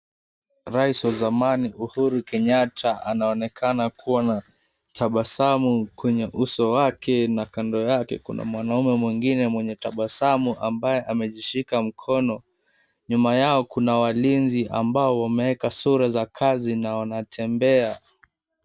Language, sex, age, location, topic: Swahili, male, 18-24, Mombasa, government